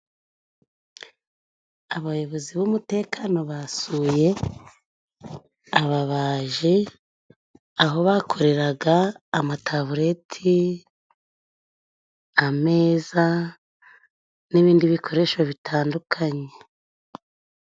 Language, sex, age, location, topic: Kinyarwanda, female, 25-35, Musanze, education